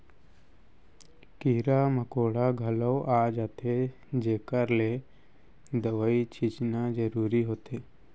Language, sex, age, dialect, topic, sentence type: Chhattisgarhi, male, 18-24, Central, agriculture, statement